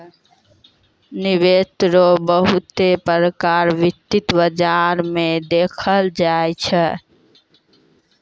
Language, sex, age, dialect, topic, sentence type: Maithili, female, 18-24, Angika, banking, statement